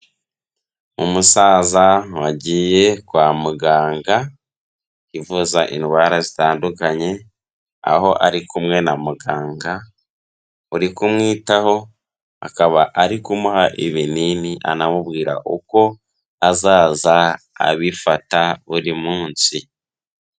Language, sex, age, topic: Kinyarwanda, male, 18-24, health